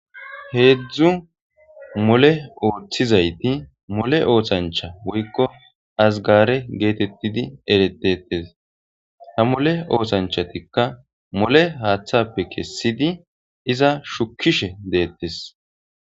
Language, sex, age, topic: Gamo, male, 18-24, government